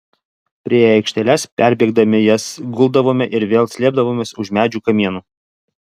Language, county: Lithuanian, Alytus